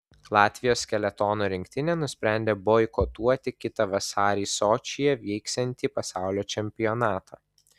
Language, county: Lithuanian, Vilnius